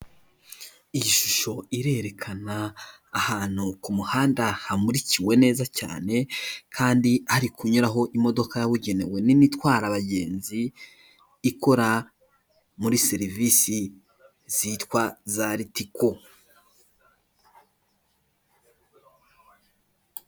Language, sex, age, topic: Kinyarwanda, male, 18-24, government